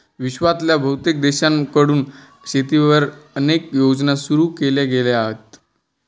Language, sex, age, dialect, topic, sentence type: Marathi, male, 18-24, Northern Konkan, agriculture, statement